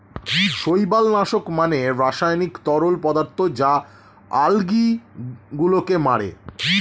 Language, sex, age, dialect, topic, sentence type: Bengali, male, 36-40, Standard Colloquial, agriculture, statement